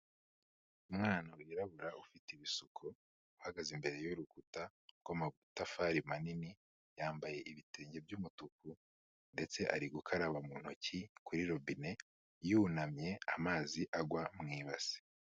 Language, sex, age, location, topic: Kinyarwanda, male, 25-35, Kigali, health